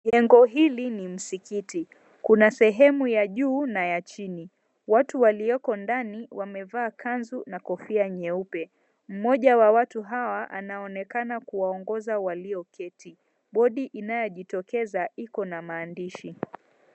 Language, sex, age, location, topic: Swahili, female, 25-35, Mombasa, government